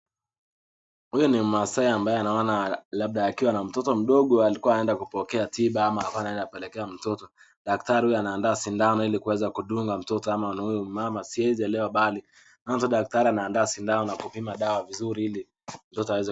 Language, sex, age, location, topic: Swahili, male, 18-24, Nakuru, health